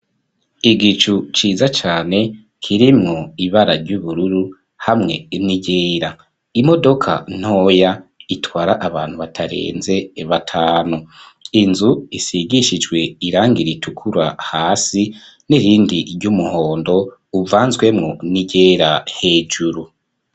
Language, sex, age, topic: Rundi, male, 25-35, education